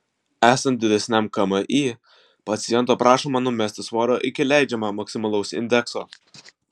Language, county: Lithuanian, Vilnius